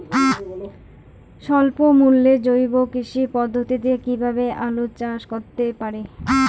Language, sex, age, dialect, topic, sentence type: Bengali, female, 25-30, Rajbangshi, agriculture, question